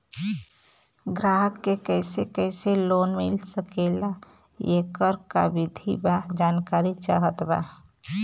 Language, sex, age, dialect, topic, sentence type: Bhojpuri, female, 25-30, Western, banking, question